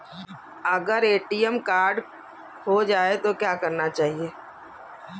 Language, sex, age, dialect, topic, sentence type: Hindi, female, 51-55, Kanauji Braj Bhasha, banking, question